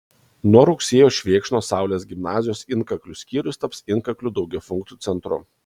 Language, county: Lithuanian, Kaunas